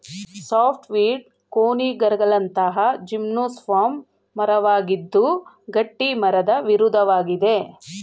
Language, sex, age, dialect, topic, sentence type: Kannada, female, 41-45, Mysore Kannada, agriculture, statement